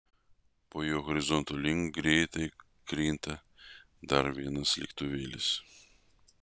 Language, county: Lithuanian, Vilnius